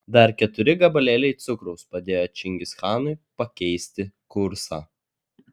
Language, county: Lithuanian, Klaipėda